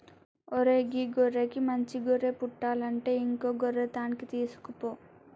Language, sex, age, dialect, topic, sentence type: Telugu, female, 18-24, Telangana, agriculture, statement